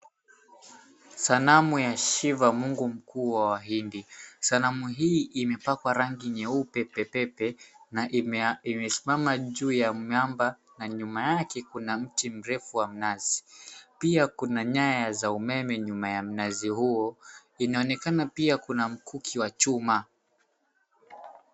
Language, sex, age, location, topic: Swahili, male, 18-24, Mombasa, government